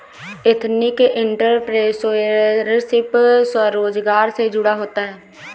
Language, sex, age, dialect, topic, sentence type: Hindi, female, 18-24, Awadhi Bundeli, banking, statement